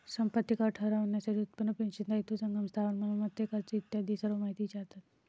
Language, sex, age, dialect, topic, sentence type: Marathi, female, 25-30, Varhadi, banking, statement